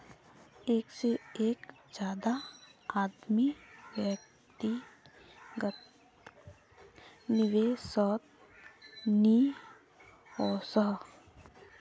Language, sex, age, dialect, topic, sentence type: Magahi, female, 18-24, Northeastern/Surjapuri, banking, statement